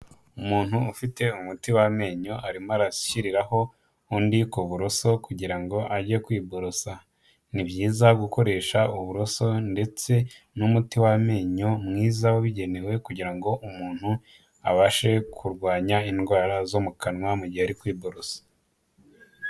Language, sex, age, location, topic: Kinyarwanda, male, 25-35, Huye, health